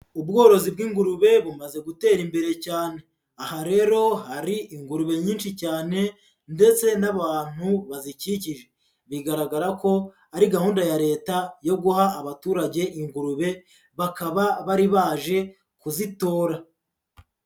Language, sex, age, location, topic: Kinyarwanda, female, 25-35, Huye, agriculture